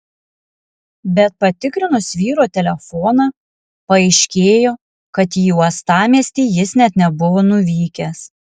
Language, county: Lithuanian, Alytus